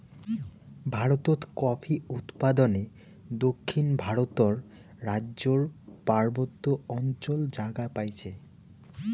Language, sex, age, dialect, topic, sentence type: Bengali, male, 18-24, Rajbangshi, agriculture, statement